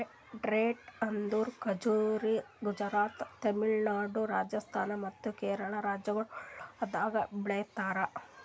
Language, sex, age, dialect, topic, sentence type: Kannada, female, 31-35, Northeastern, agriculture, statement